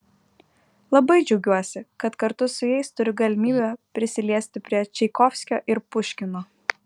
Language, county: Lithuanian, Vilnius